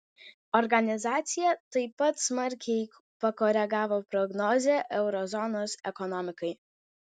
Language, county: Lithuanian, Vilnius